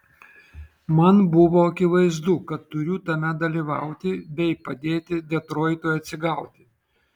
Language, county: Lithuanian, Vilnius